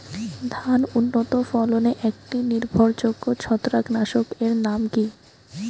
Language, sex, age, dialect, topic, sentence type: Bengali, female, 18-24, Rajbangshi, agriculture, question